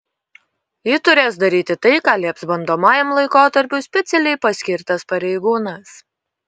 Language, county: Lithuanian, Utena